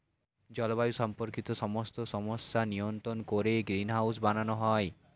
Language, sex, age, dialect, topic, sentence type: Bengali, male, 18-24, Standard Colloquial, agriculture, statement